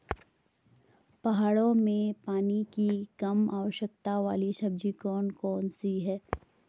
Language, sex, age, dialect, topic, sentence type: Hindi, male, 31-35, Garhwali, agriculture, question